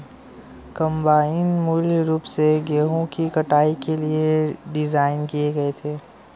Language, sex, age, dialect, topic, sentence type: Hindi, male, 18-24, Marwari Dhudhari, agriculture, statement